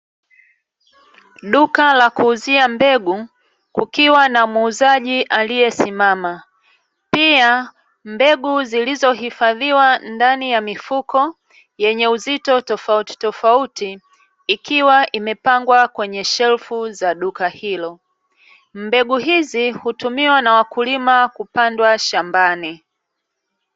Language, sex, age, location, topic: Swahili, female, 36-49, Dar es Salaam, agriculture